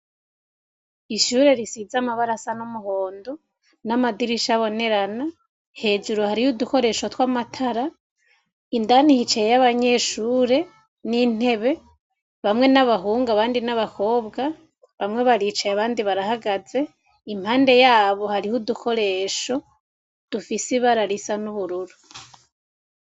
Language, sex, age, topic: Rundi, female, 25-35, education